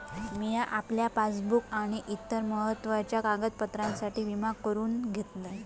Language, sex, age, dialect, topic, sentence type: Marathi, female, 18-24, Southern Konkan, banking, statement